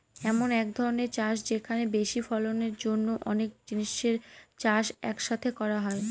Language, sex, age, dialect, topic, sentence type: Bengali, female, 18-24, Northern/Varendri, agriculture, statement